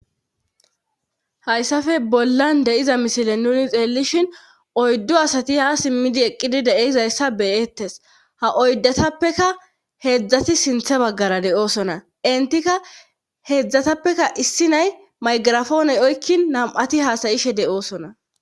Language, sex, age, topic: Gamo, female, 25-35, government